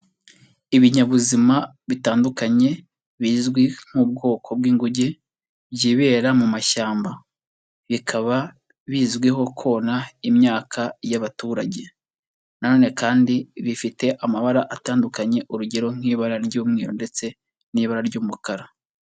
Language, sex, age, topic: Kinyarwanda, male, 18-24, agriculture